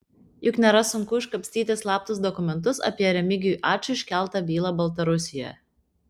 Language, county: Lithuanian, Kaunas